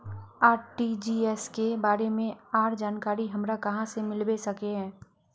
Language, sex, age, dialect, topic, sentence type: Magahi, female, 41-45, Northeastern/Surjapuri, banking, question